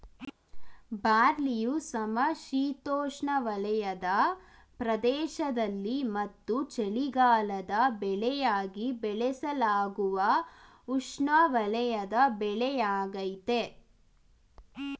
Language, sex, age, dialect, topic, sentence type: Kannada, female, 18-24, Mysore Kannada, agriculture, statement